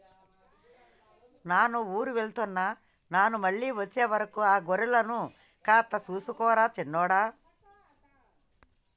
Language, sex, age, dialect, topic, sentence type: Telugu, female, 25-30, Telangana, agriculture, statement